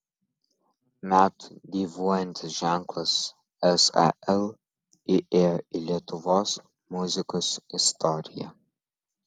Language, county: Lithuanian, Vilnius